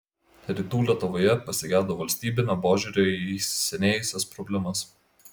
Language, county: Lithuanian, Klaipėda